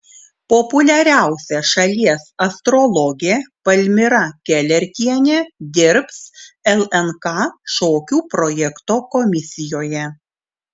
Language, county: Lithuanian, Klaipėda